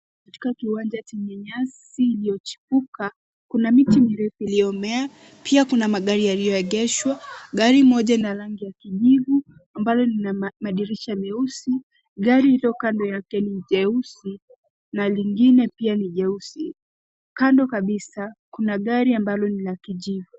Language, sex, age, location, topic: Swahili, female, 18-24, Nairobi, finance